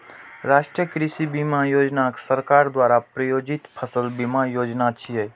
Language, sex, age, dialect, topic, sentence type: Maithili, male, 18-24, Eastern / Thethi, agriculture, statement